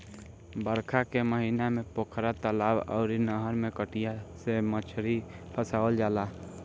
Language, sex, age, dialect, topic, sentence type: Bhojpuri, male, 18-24, Southern / Standard, agriculture, statement